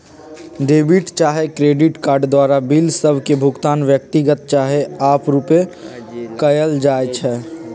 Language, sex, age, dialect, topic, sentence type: Magahi, male, 46-50, Western, banking, statement